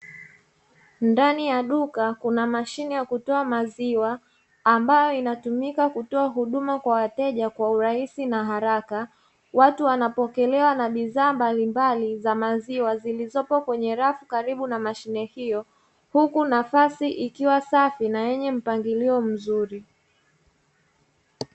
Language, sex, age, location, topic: Swahili, female, 25-35, Dar es Salaam, finance